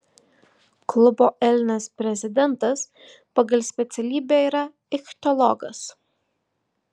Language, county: Lithuanian, Vilnius